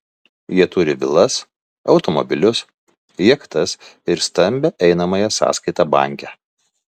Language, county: Lithuanian, Vilnius